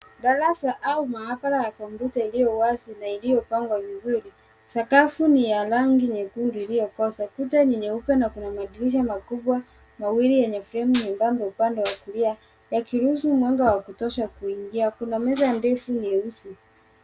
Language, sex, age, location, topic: Swahili, male, 25-35, Nairobi, education